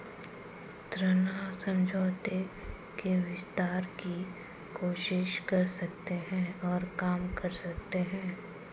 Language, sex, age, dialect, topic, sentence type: Hindi, female, 18-24, Marwari Dhudhari, banking, statement